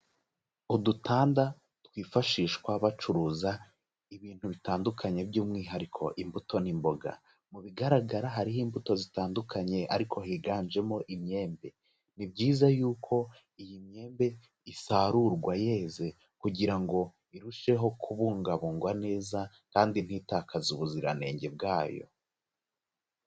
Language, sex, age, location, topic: Kinyarwanda, male, 25-35, Kigali, agriculture